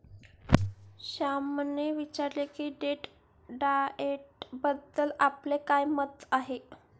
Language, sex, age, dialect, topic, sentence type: Marathi, female, 18-24, Standard Marathi, banking, statement